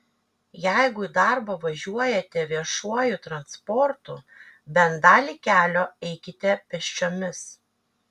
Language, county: Lithuanian, Kaunas